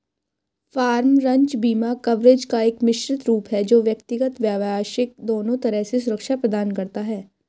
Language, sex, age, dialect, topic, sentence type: Hindi, female, 18-24, Hindustani Malvi Khadi Boli, agriculture, statement